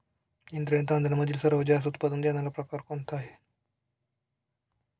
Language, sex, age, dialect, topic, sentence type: Marathi, male, 18-24, Standard Marathi, agriculture, question